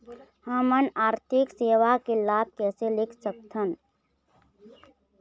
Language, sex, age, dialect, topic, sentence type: Chhattisgarhi, female, 25-30, Eastern, banking, question